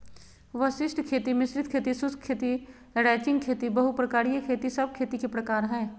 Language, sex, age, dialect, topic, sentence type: Magahi, female, 36-40, Southern, agriculture, statement